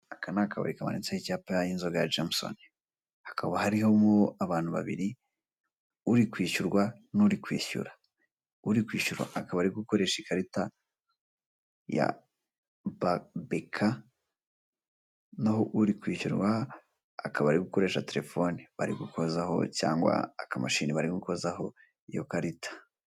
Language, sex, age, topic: Kinyarwanda, male, 18-24, finance